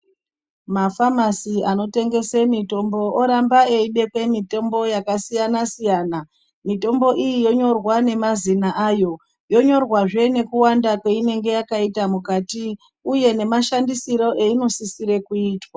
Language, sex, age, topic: Ndau, female, 36-49, health